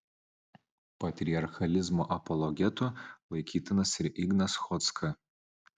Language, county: Lithuanian, Vilnius